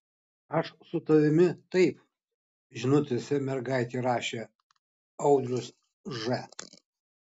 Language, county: Lithuanian, Kaunas